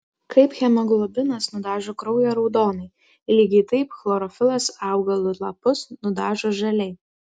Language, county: Lithuanian, Klaipėda